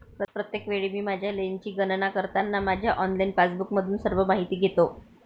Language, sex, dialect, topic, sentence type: Marathi, female, Varhadi, banking, statement